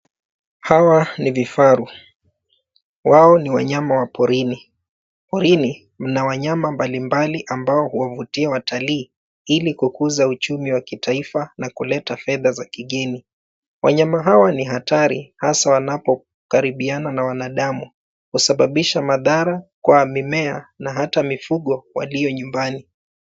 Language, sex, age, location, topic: Swahili, male, 25-35, Nairobi, government